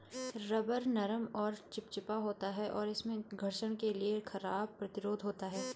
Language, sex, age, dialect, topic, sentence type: Hindi, female, 18-24, Garhwali, agriculture, statement